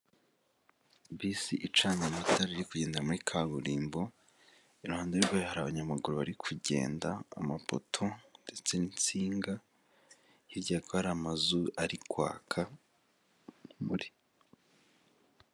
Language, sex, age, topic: Kinyarwanda, male, 18-24, government